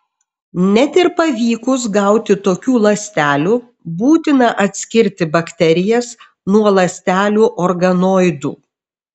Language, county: Lithuanian, Šiauliai